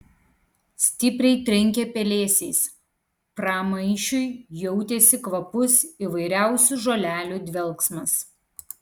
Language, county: Lithuanian, Kaunas